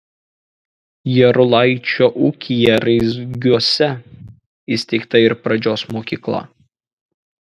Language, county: Lithuanian, Šiauliai